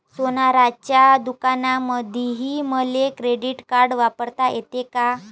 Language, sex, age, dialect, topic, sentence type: Marathi, female, 18-24, Varhadi, banking, question